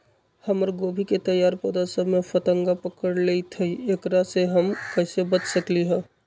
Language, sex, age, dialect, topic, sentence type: Magahi, male, 25-30, Western, agriculture, question